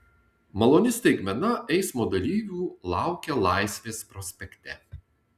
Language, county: Lithuanian, Tauragė